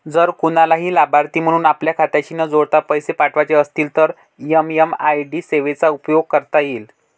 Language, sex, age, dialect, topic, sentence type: Marathi, male, 51-55, Northern Konkan, banking, statement